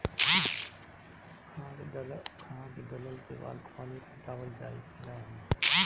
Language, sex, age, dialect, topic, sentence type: Bhojpuri, male, 36-40, Northern, agriculture, question